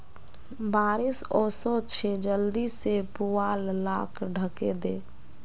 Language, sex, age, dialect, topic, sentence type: Magahi, female, 51-55, Northeastern/Surjapuri, agriculture, statement